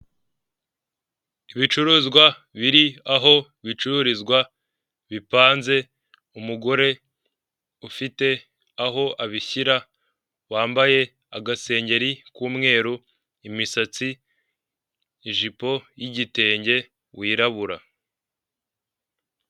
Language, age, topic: Kinyarwanda, 18-24, finance